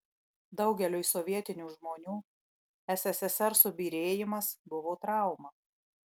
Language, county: Lithuanian, Marijampolė